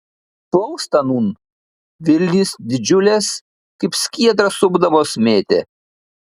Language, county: Lithuanian, Šiauliai